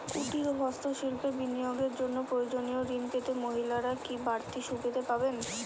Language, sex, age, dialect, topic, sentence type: Bengali, female, 25-30, Northern/Varendri, banking, question